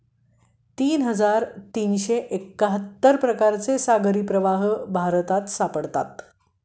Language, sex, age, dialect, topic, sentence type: Marathi, female, 51-55, Standard Marathi, agriculture, statement